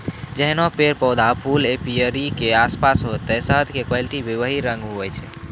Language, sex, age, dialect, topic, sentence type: Maithili, male, 18-24, Angika, agriculture, statement